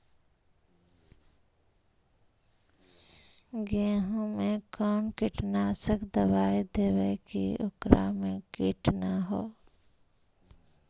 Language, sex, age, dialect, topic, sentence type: Magahi, female, 18-24, Central/Standard, agriculture, question